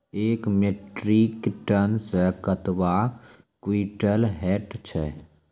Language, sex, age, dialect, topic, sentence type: Maithili, male, 18-24, Angika, agriculture, question